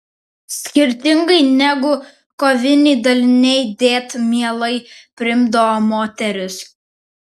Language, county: Lithuanian, Vilnius